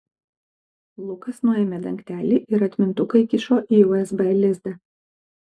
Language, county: Lithuanian, Kaunas